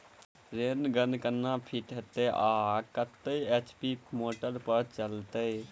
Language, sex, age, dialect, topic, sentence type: Maithili, male, 18-24, Southern/Standard, agriculture, question